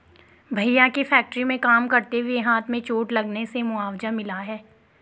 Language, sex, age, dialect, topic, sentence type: Hindi, female, 18-24, Garhwali, banking, statement